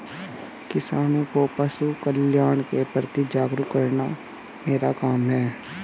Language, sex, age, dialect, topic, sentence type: Hindi, male, 18-24, Hindustani Malvi Khadi Boli, agriculture, statement